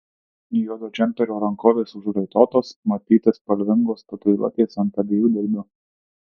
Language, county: Lithuanian, Tauragė